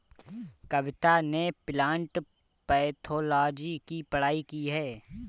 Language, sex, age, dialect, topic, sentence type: Hindi, male, 25-30, Awadhi Bundeli, agriculture, statement